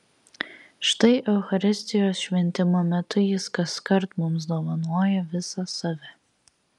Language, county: Lithuanian, Vilnius